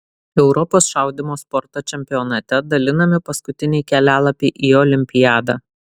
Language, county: Lithuanian, Vilnius